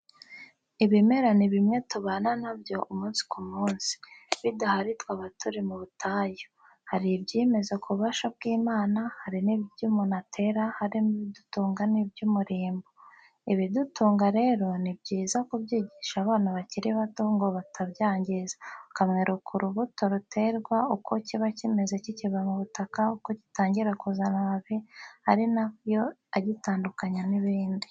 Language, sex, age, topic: Kinyarwanda, female, 25-35, education